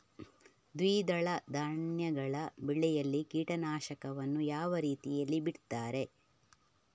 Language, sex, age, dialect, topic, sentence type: Kannada, female, 31-35, Coastal/Dakshin, agriculture, question